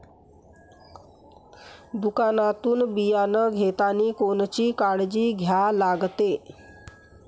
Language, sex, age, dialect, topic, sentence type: Marathi, female, 41-45, Varhadi, agriculture, question